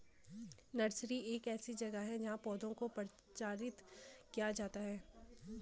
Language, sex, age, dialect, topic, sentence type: Hindi, female, 18-24, Garhwali, agriculture, statement